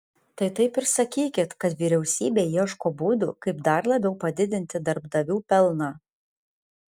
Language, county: Lithuanian, Kaunas